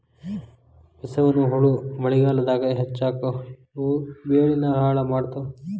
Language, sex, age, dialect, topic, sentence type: Kannada, male, 18-24, Dharwad Kannada, agriculture, statement